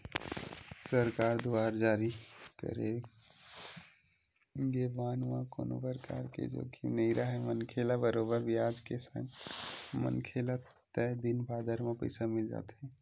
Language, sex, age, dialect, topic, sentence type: Chhattisgarhi, male, 18-24, Western/Budati/Khatahi, banking, statement